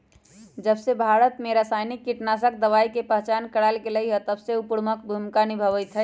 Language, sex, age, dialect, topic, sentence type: Magahi, male, 18-24, Western, agriculture, statement